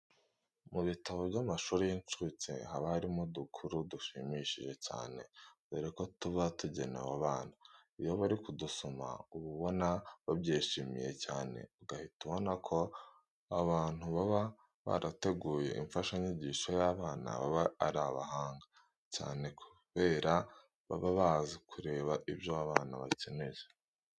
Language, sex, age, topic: Kinyarwanda, male, 18-24, education